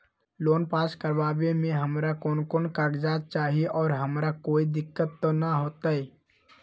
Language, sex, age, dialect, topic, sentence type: Magahi, male, 18-24, Western, banking, question